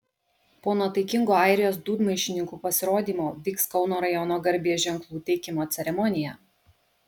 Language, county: Lithuanian, Kaunas